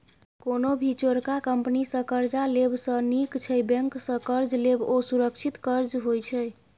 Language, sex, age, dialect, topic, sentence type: Maithili, female, 25-30, Bajjika, banking, statement